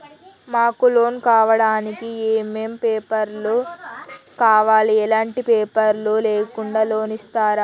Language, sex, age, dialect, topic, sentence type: Telugu, female, 36-40, Telangana, banking, question